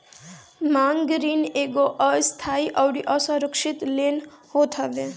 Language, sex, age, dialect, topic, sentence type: Bhojpuri, female, 41-45, Northern, banking, statement